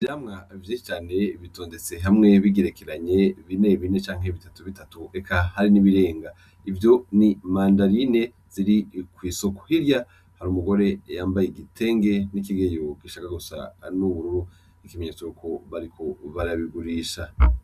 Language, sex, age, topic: Rundi, male, 25-35, agriculture